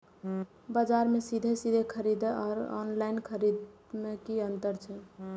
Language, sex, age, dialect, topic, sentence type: Maithili, female, 18-24, Eastern / Thethi, agriculture, question